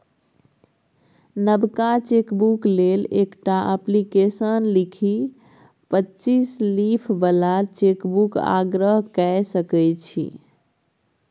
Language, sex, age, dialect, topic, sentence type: Maithili, female, 31-35, Bajjika, banking, statement